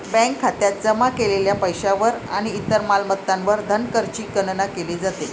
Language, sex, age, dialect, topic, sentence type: Marathi, female, 56-60, Varhadi, banking, statement